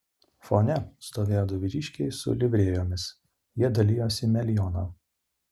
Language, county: Lithuanian, Utena